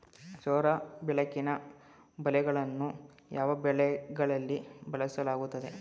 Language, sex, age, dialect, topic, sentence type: Kannada, male, 18-24, Mysore Kannada, agriculture, question